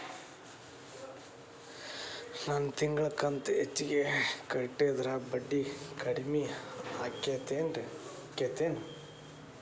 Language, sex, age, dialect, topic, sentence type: Kannada, male, 31-35, Dharwad Kannada, banking, question